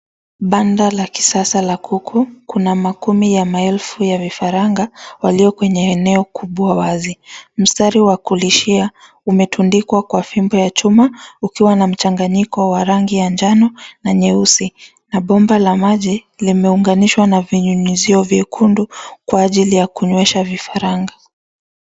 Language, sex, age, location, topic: Swahili, female, 25-35, Nairobi, agriculture